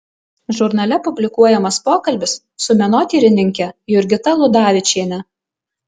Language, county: Lithuanian, Alytus